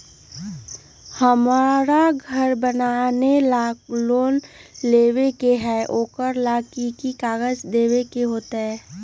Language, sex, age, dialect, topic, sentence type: Magahi, female, 18-24, Western, banking, question